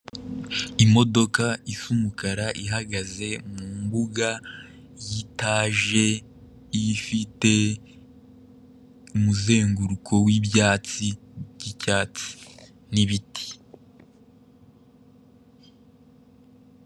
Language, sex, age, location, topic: Kinyarwanda, male, 18-24, Kigali, government